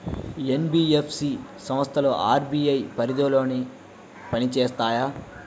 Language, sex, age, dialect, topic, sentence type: Telugu, male, 18-24, Central/Coastal, banking, question